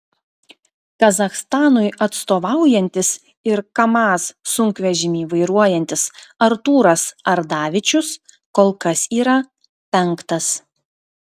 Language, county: Lithuanian, Klaipėda